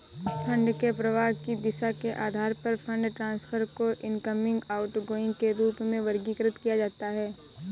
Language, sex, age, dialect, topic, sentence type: Hindi, female, 18-24, Kanauji Braj Bhasha, banking, statement